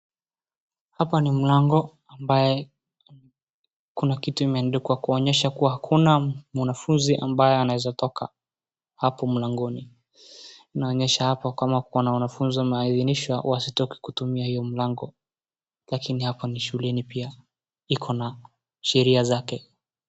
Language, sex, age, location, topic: Swahili, female, 36-49, Wajir, education